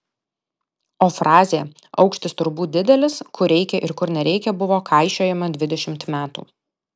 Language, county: Lithuanian, Alytus